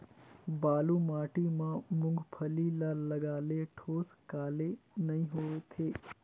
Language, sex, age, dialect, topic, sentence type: Chhattisgarhi, male, 25-30, Northern/Bhandar, agriculture, question